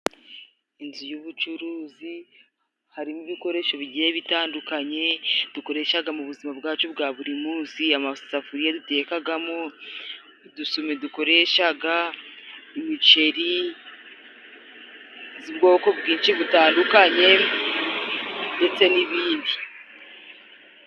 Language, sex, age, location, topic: Kinyarwanda, female, 18-24, Musanze, finance